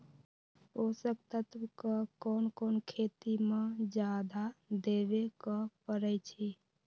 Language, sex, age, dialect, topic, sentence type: Magahi, female, 18-24, Western, agriculture, question